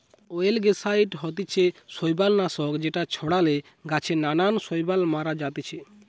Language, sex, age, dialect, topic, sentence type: Bengali, male, 18-24, Western, agriculture, statement